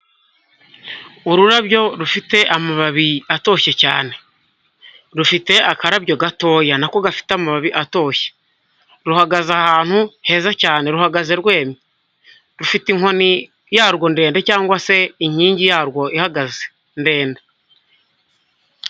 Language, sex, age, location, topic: Kinyarwanda, male, 25-35, Huye, health